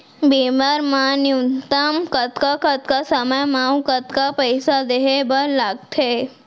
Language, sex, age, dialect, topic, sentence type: Chhattisgarhi, female, 18-24, Central, banking, question